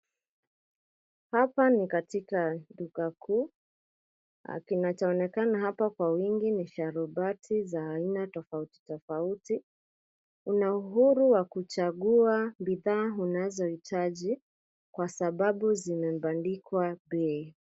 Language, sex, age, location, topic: Swahili, female, 25-35, Nairobi, finance